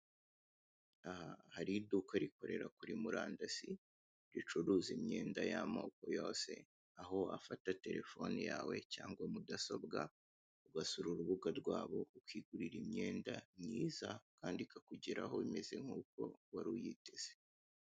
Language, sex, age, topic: Kinyarwanda, male, 18-24, finance